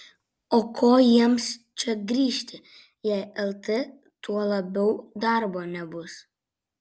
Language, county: Lithuanian, Vilnius